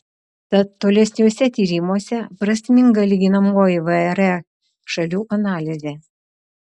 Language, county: Lithuanian, Utena